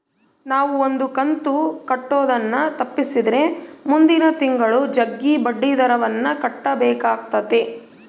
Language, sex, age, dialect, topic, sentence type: Kannada, female, 31-35, Central, banking, statement